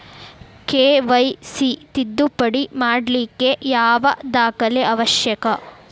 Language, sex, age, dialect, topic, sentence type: Kannada, female, 18-24, Dharwad Kannada, banking, question